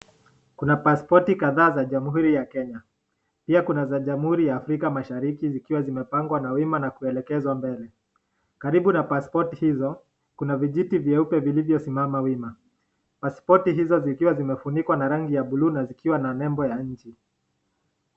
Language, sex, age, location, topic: Swahili, male, 18-24, Nakuru, government